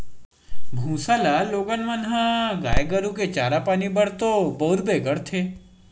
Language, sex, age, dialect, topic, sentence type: Chhattisgarhi, male, 18-24, Western/Budati/Khatahi, agriculture, statement